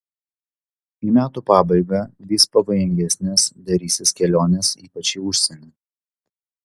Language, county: Lithuanian, Vilnius